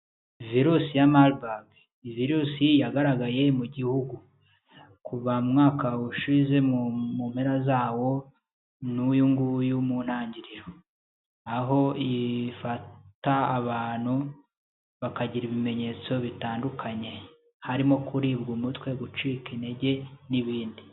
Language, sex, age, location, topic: Kinyarwanda, male, 25-35, Kigali, education